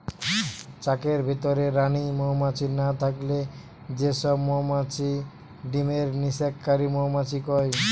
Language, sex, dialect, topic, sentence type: Bengali, male, Western, agriculture, statement